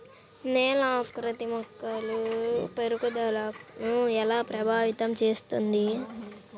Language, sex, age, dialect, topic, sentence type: Telugu, male, 18-24, Central/Coastal, agriculture, statement